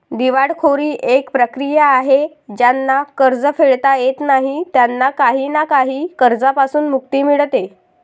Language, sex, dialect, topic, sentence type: Marathi, female, Varhadi, banking, statement